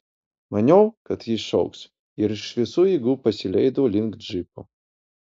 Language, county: Lithuanian, Utena